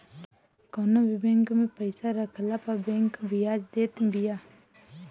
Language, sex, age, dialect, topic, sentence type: Bhojpuri, female, 18-24, Northern, banking, statement